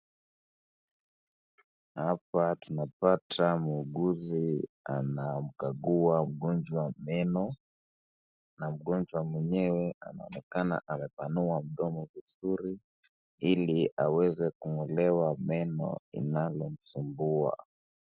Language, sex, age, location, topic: Swahili, female, 36-49, Wajir, health